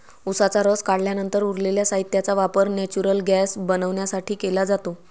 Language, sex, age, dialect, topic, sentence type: Marathi, female, 25-30, Varhadi, agriculture, statement